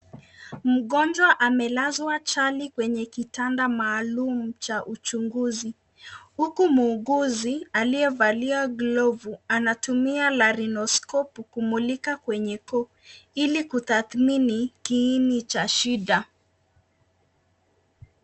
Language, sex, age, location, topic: Swahili, female, 25-35, Nakuru, health